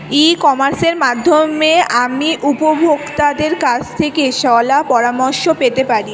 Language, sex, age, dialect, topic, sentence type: Bengali, female, 18-24, Standard Colloquial, agriculture, question